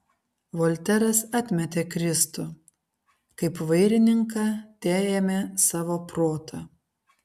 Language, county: Lithuanian, Kaunas